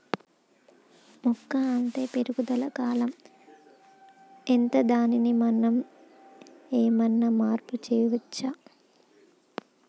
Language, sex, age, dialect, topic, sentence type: Telugu, female, 25-30, Telangana, agriculture, question